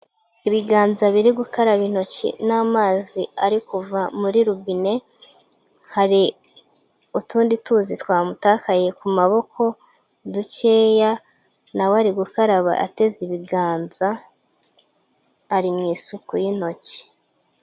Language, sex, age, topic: Kinyarwanda, female, 25-35, health